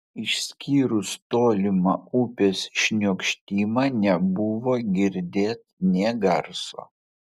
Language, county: Lithuanian, Vilnius